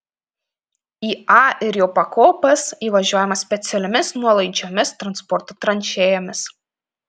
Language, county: Lithuanian, Panevėžys